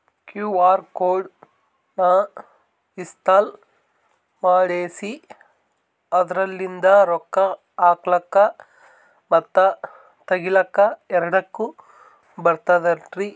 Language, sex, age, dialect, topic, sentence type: Kannada, male, 18-24, Northeastern, banking, question